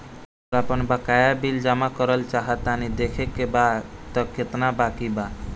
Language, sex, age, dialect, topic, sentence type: Bhojpuri, male, <18, Southern / Standard, banking, question